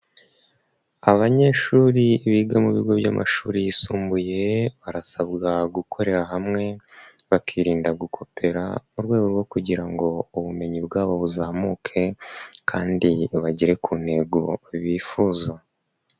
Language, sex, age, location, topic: Kinyarwanda, male, 25-35, Nyagatare, education